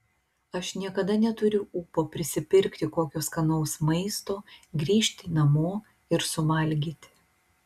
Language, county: Lithuanian, Telšiai